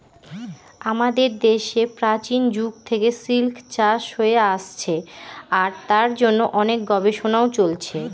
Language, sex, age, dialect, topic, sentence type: Bengali, female, 18-24, Northern/Varendri, agriculture, statement